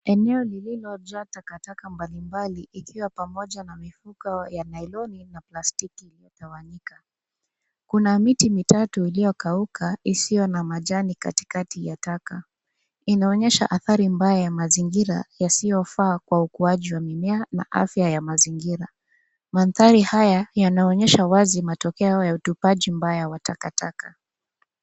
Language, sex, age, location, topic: Swahili, female, 25-35, Nairobi, health